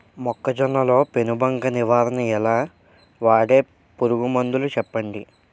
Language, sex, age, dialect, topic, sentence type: Telugu, male, 18-24, Utterandhra, agriculture, question